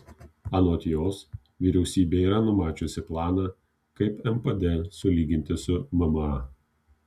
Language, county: Lithuanian, Kaunas